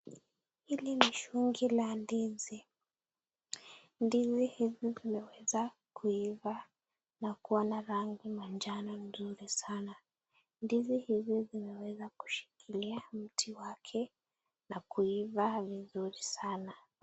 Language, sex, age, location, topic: Swahili, female, 18-24, Nakuru, agriculture